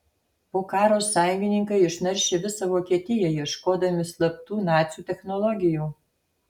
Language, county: Lithuanian, Alytus